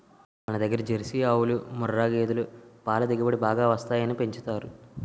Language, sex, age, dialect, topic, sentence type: Telugu, male, 18-24, Utterandhra, agriculture, statement